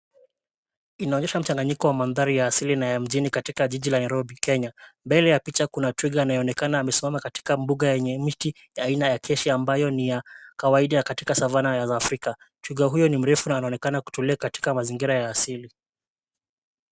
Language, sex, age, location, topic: Swahili, male, 25-35, Nairobi, government